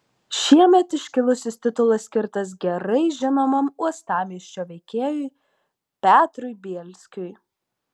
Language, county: Lithuanian, Alytus